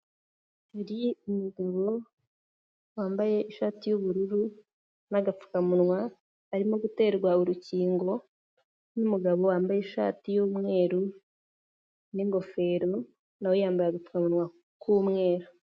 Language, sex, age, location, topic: Kinyarwanda, female, 18-24, Kigali, health